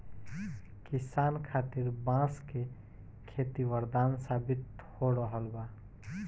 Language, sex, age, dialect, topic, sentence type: Bhojpuri, male, 18-24, Southern / Standard, agriculture, statement